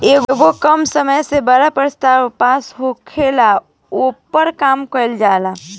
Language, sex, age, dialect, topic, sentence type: Bhojpuri, female, <18, Southern / Standard, banking, statement